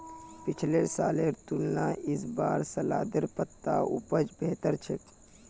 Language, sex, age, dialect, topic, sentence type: Magahi, male, 18-24, Northeastern/Surjapuri, agriculture, statement